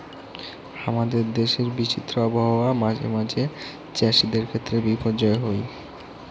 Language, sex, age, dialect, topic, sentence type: Bengali, male, 18-24, Rajbangshi, agriculture, statement